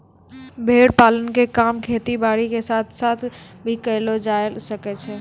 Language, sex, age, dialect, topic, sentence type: Maithili, female, 18-24, Angika, agriculture, statement